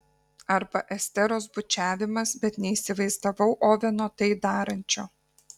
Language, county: Lithuanian, Kaunas